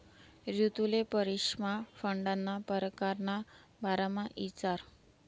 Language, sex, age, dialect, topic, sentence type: Marathi, female, 25-30, Northern Konkan, banking, statement